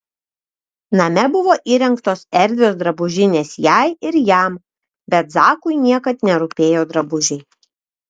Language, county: Lithuanian, Vilnius